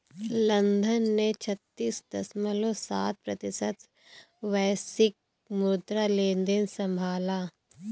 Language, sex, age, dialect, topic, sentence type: Hindi, female, 18-24, Awadhi Bundeli, banking, statement